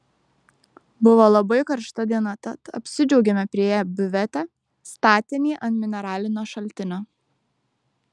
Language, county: Lithuanian, Kaunas